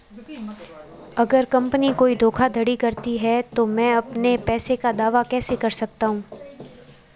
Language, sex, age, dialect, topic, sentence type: Hindi, female, 25-30, Marwari Dhudhari, banking, question